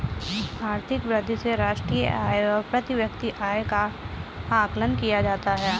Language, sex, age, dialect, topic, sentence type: Hindi, female, 60-100, Kanauji Braj Bhasha, banking, statement